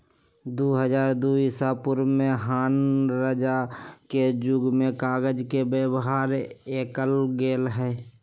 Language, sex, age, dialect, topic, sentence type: Magahi, male, 56-60, Western, agriculture, statement